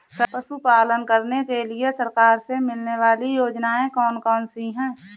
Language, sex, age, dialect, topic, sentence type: Hindi, female, 41-45, Kanauji Braj Bhasha, agriculture, question